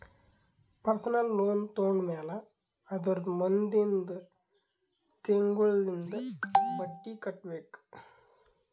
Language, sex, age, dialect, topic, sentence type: Kannada, male, 18-24, Northeastern, banking, statement